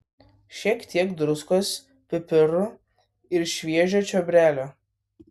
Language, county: Lithuanian, Vilnius